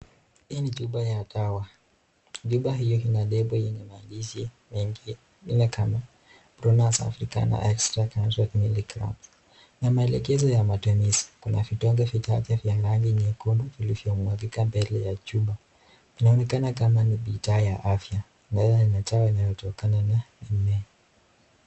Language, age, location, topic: Swahili, 36-49, Nakuru, health